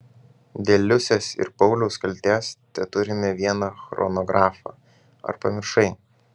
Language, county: Lithuanian, Kaunas